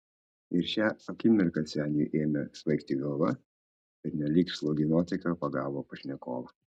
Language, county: Lithuanian, Kaunas